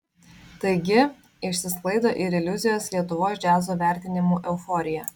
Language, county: Lithuanian, Vilnius